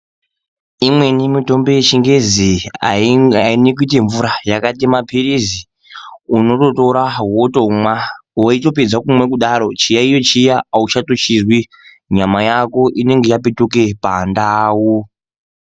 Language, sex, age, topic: Ndau, male, 18-24, health